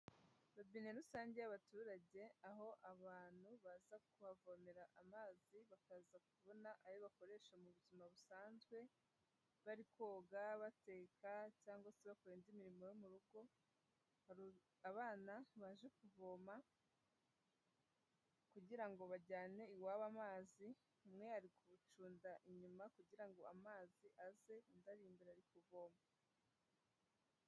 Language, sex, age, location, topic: Kinyarwanda, female, 18-24, Huye, health